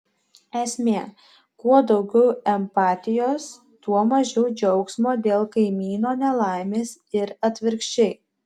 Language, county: Lithuanian, Alytus